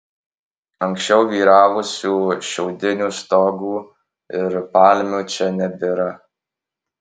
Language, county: Lithuanian, Alytus